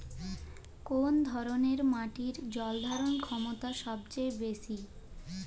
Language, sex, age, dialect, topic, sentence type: Bengali, female, 18-24, Jharkhandi, agriculture, statement